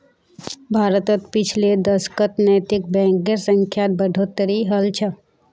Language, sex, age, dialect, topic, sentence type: Magahi, female, 18-24, Northeastern/Surjapuri, banking, statement